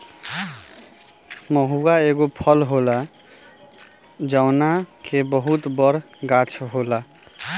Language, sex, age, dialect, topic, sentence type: Bhojpuri, male, 18-24, Southern / Standard, agriculture, statement